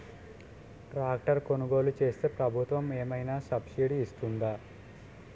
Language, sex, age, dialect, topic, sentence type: Telugu, male, 18-24, Utterandhra, agriculture, question